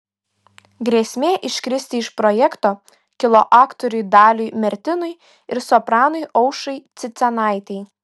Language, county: Lithuanian, Kaunas